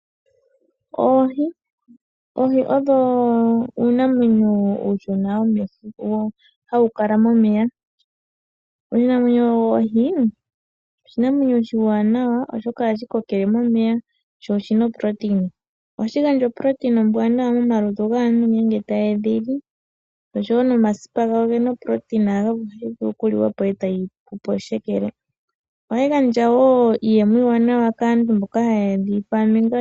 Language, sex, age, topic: Oshiwambo, female, 18-24, agriculture